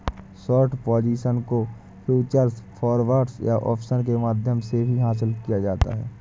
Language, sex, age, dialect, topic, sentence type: Hindi, male, 60-100, Awadhi Bundeli, banking, statement